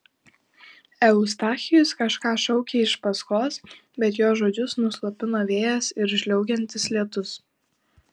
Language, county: Lithuanian, Šiauliai